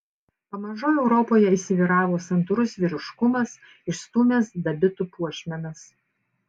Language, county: Lithuanian, Panevėžys